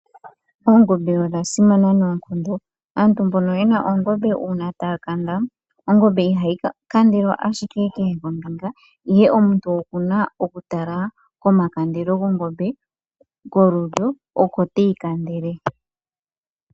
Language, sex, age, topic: Oshiwambo, male, 25-35, agriculture